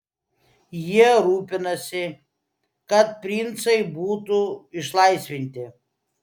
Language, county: Lithuanian, Klaipėda